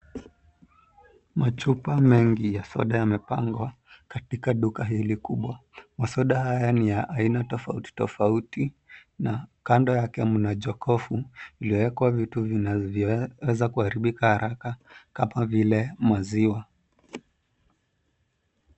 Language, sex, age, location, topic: Swahili, male, 25-35, Nairobi, finance